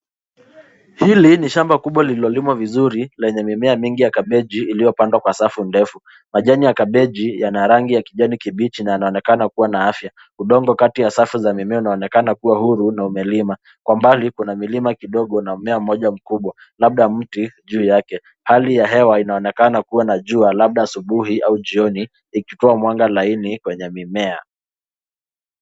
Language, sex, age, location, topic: Swahili, male, 18-24, Nairobi, agriculture